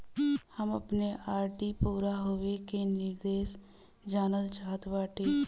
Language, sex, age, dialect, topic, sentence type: Bhojpuri, female, 18-24, Western, banking, statement